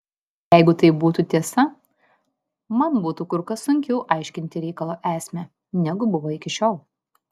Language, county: Lithuanian, Vilnius